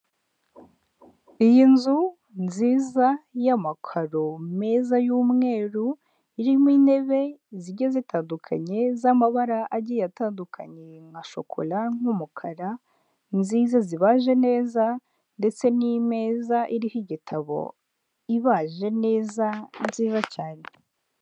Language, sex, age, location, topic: Kinyarwanda, female, 18-24, Huye, finance